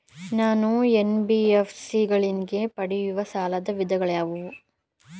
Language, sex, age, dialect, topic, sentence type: Kannada, male, 41-45, Mysore Kannada, banking, question